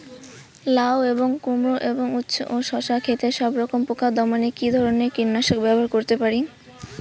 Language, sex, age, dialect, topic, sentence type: Bengali, female, 18-24, Rajbangshi, agriculture, question